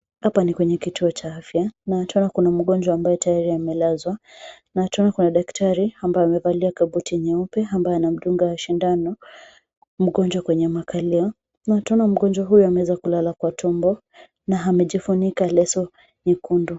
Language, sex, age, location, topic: Swahili, female, 25-35, Nairobi, health